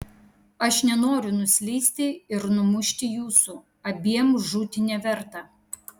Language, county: Lithuanian, Kaunas